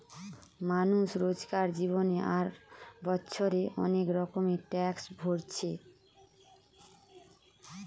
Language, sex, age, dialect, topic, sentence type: Bengali, female, 25-30, Western, banking, statement